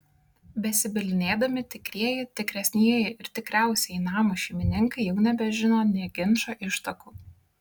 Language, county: Lithuanian, Kaunas